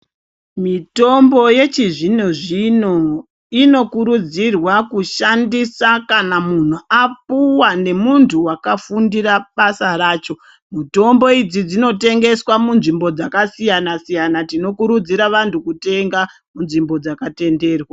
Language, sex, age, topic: Ndau, female, 36-49, health